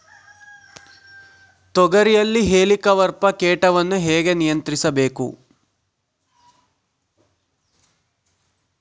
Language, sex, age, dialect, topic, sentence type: Kannada, male, 56-60, Central, agriculture, question